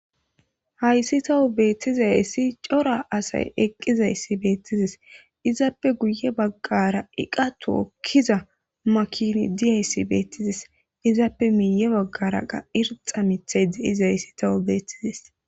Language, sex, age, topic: Gamo, male, 25-35, government